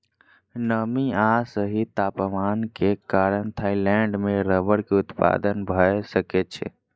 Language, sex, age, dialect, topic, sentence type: Maithili, female, 25-30, Southern/Standard, agriculture, statement